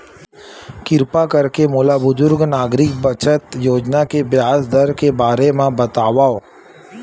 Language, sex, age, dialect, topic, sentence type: Chhattisgarhi, male, 31-35, Western/Budati/Khatahi, banking, statement